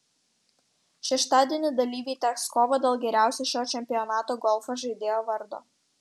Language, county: Lithuanian, Vilnius